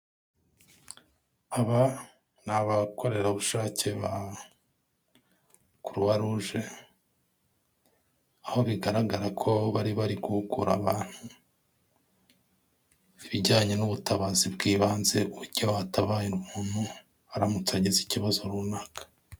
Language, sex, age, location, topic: Kinyarwanda, male, 25-35, Kigali, health